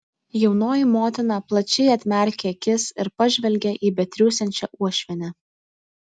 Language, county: Lithuanian, Utena